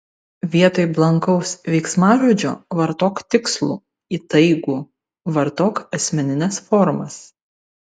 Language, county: Lithuanian, Vilnius